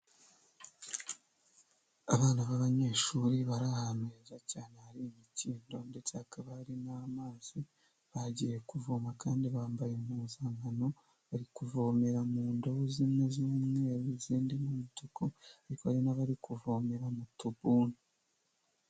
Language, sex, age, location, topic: Kinyarwanda, male, 25-35, Huye, health